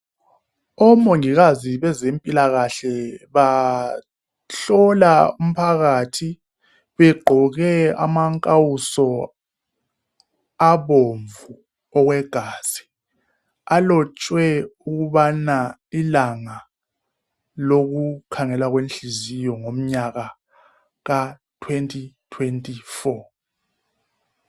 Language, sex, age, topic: North Ndebele, male, 36-49, health